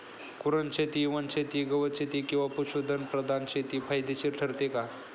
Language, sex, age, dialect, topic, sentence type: Marathi, male, 25-30, Standard Marathi, agriculture, question